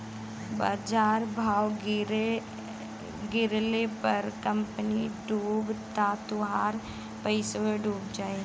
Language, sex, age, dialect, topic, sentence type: Bhojpuri, female, 25-30, Western, banking, statement